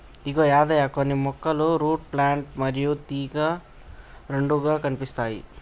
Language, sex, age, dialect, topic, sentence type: Telugu, male, 18-24, Telangana, agriculture, statement